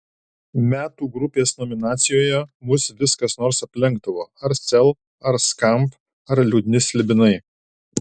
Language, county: Lithuanian, Alytus